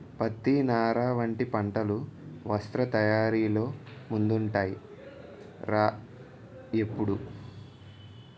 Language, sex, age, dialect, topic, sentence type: Telugu, male, 18-24, Utterandhra, agriculture, statement